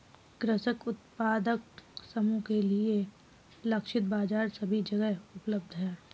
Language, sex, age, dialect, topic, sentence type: Hindi, female, 18-24, Kanauji Braj Bhasha, banking, statement